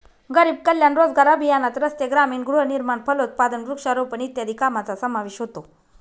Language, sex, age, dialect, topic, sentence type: Marathi, female, 25-30, Northern Konkan, banking, statement